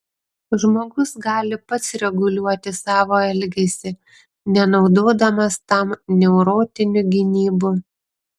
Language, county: Lithuanian, Panevėžys